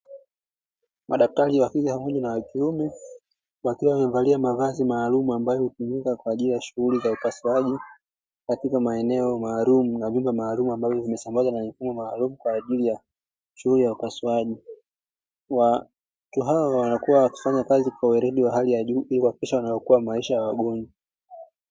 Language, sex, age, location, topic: Swahili, male, 25-35, Dar es Salaam, health